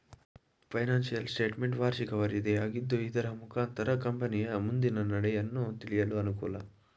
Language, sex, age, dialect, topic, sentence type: Kannada, male, 25-30, Mysore Kannada, banking, statement